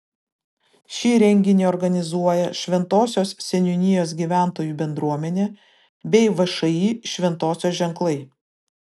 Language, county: Lithuanian, Vilnius